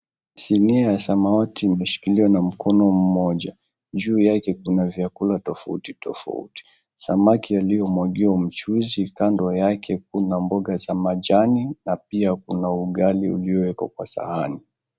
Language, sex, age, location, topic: Swahili, male, 25-35, Mombasa, agriculture